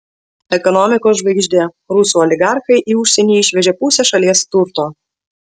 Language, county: Lithuanian, Vilnius